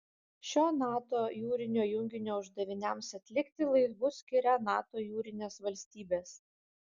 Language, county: Lithuanian, Kaunas